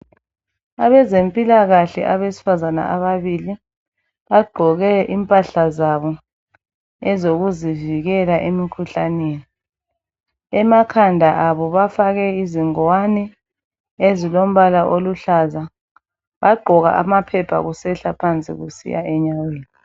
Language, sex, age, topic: North Ndebele, female, 25-35, health